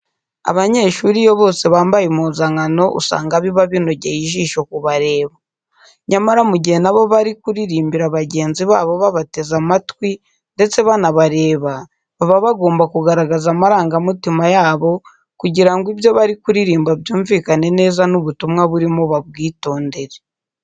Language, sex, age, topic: Kinyarwanda, female, 18-24, education